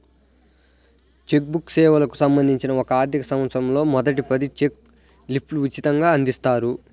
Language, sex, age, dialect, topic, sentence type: Telugu, male, 18-24, Central/Coastal, banking, statement